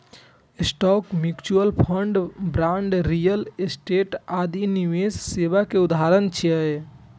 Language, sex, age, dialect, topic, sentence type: Maithili, female, 18-24, Eastern / Thethi, banking, statement